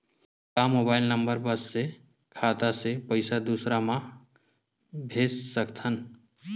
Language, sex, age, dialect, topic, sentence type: Chhattisgarhi, male, 18-24, Western/Budati/Khatahi, banking, question